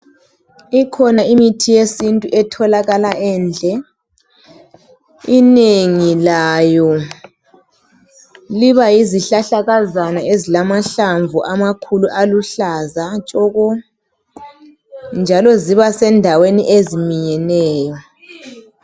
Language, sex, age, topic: North Ndebele, female, 18-24, health